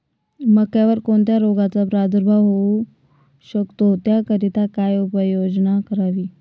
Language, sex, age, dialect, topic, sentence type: Marathi, female, 18-24, Northern Konkan, agriculture, question